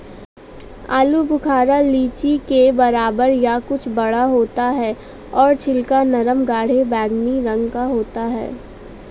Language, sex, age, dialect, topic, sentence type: Hindi, female, 18-24, Awadhi Bundeli, agriculture, statement